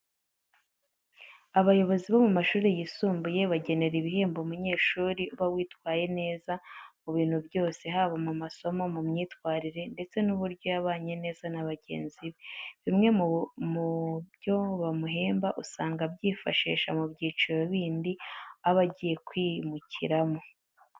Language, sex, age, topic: Kinyarwanda, female, 25-35, education